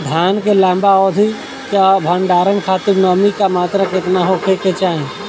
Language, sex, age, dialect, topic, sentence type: Bhojpuri, male, 25-30, Southern / Standard, agriculture, question